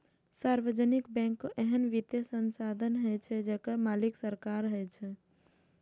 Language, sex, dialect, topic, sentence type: Maithili, female, Eastern / Thethi, banking, statement